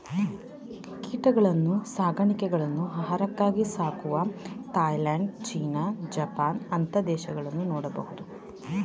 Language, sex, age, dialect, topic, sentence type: Kannada, female, 18-24, Mysore Kannada, agriculture, statement